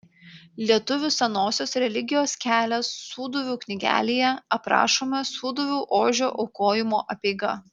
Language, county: Lithuanian, Kaunas